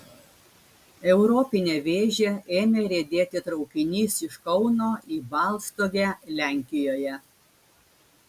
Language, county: Lithuanian, Klaipėda